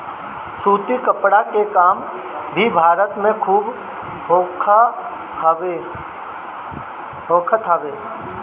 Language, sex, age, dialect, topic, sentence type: Bhojpuri, male, 60-100, Northern, agriculture, statement